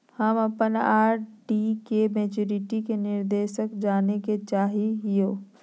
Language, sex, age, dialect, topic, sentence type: Magahi, female, 51-55, Southern, banking, statement